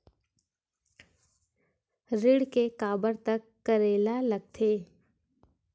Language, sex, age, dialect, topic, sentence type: Chhattisgarhi, female, 18-24, Western/Budati/Khatahi, banking, question